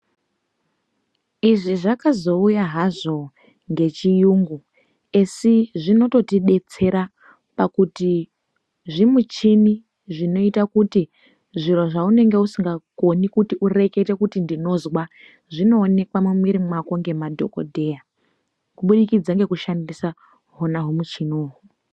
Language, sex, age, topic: Ndau, female, 18-24, health